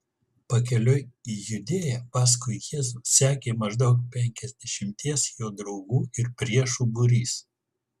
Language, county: Lithuanian, Kaunas